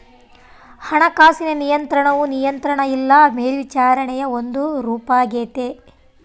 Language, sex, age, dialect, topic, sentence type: Kannada, female, 18-24, Central, banking, statement